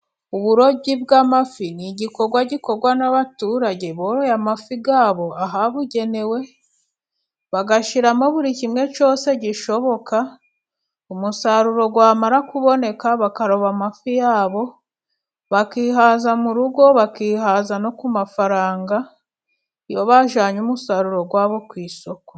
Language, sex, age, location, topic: Kinyarwanda, female, 25-35, Musanze, agriculture